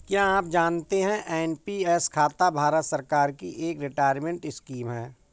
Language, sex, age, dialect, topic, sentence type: Hindi, male, 41-45, Awadhi Bundeli, banking, statement